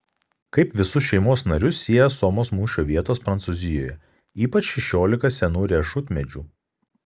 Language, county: Lithuanian, Kaunas